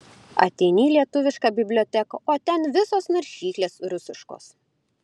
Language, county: Lithuanian, Klaipėda